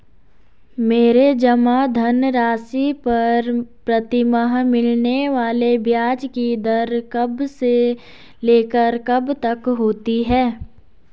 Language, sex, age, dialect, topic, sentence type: Hindi, female, 18-24, Garhwali, banking, question